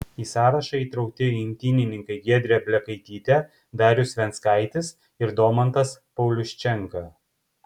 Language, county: Lithuanian, Kaunas